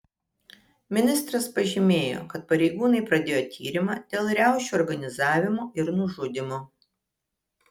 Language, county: Lithuanian, Kaunas